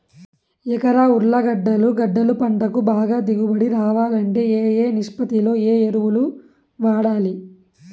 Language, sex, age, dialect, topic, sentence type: Telugu, male, 18-24, Southern, agriculture, question